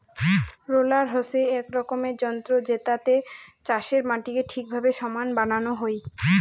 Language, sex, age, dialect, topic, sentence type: Bengali, female, 18-24, Rajbangshi, agriculture, statement